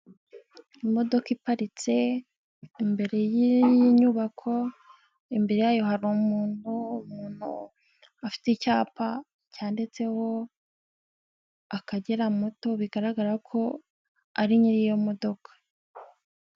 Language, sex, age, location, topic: Kinyarwanda, female, 18-24, Huye, finance